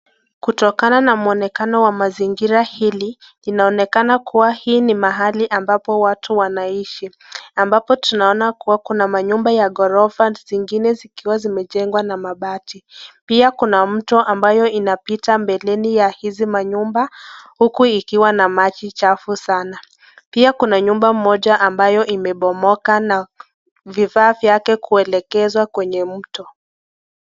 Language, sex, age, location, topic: Swahili, female, 18-24, Nakuru, health